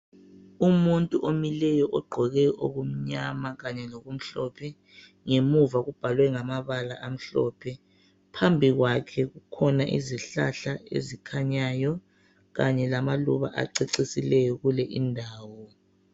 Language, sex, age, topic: North Ndebele, female, 36-49, health